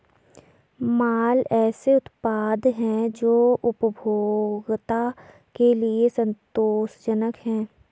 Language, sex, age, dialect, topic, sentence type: Hindi, female, 60-100, Garhwali, banking, statement